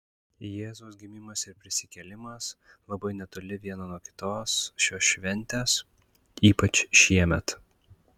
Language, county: Lithuanian, Klaipėda